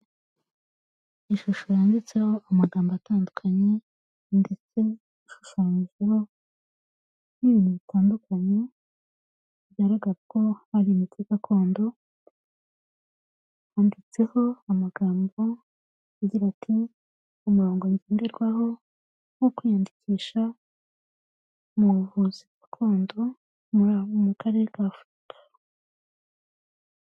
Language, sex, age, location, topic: Kinyarwanda, female, 36-49, Kigali, health